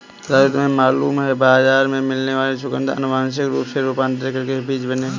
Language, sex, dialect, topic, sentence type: Hindi, male, Kanauji Braj Bhasha, agriculture, statement